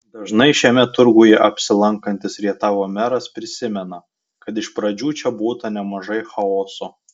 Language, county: Lithuanian, Tauragė